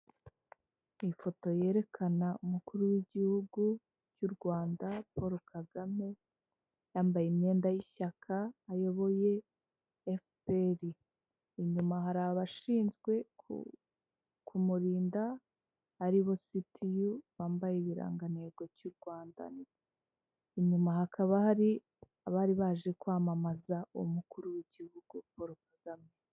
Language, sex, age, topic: Kinyarwanda, female, 25-35, government